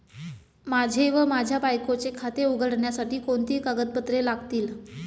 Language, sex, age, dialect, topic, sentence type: Marathi, female, 25-30, Standard Marathi, banking, question